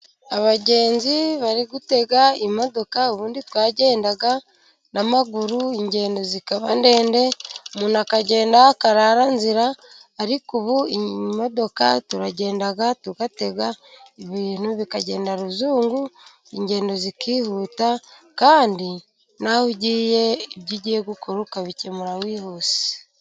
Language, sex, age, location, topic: Kinyarwanda, female, 25-35, Musanze, government